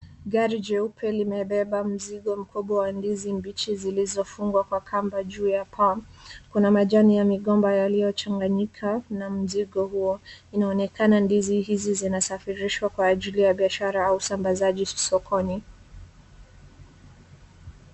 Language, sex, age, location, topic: Swahili, female, 18-24, Wajir, agriculture